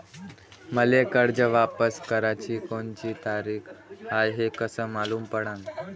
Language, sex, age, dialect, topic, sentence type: Marathi, male, 25-30, Varhadi, banking, question